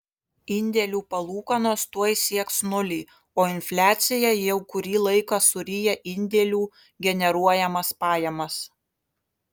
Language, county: Lithuanian, Kaunas